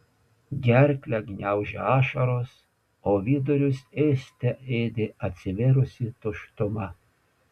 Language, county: Lithuanian, Panevėžys